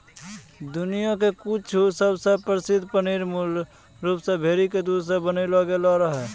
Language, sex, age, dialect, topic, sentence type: Maithili, male, 25-30, Angika, agriculture, statement